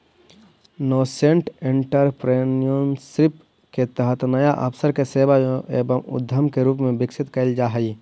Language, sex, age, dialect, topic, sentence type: Magahi, male, 25-30, Central/Standard, banking, statement